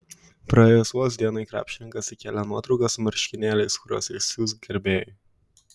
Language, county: Lithuanian, Kaunas